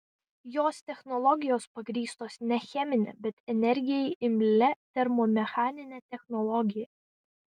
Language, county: Lithuanian, Vilnius